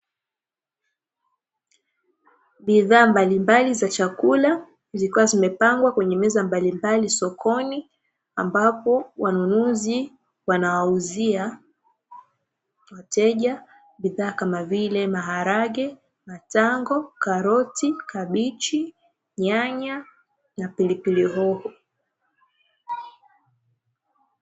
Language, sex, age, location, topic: Swahili, female, 18-24, Dar es Salaam, finance